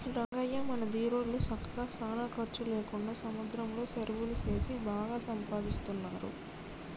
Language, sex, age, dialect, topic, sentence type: Telugu, male, 18-24, Telangana, agriculture, statement